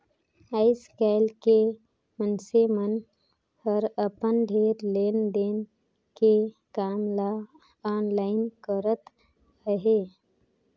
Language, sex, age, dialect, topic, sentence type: Chhattisgarhi, female, 25-30, Northern/Bhandar, banking, statement